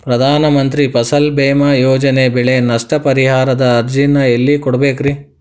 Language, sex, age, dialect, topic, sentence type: Kannada, male, 41-45, Dharwad Kannada, banking, question